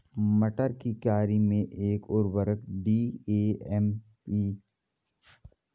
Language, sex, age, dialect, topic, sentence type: Hindi, male, 41-45, Garhwali, agriculture, question